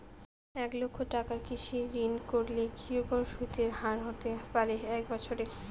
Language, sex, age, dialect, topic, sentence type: Bengali, female, 18-24, Rajbangshi, banking, question